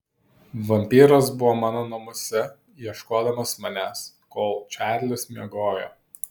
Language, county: Lithuanian, Vilnius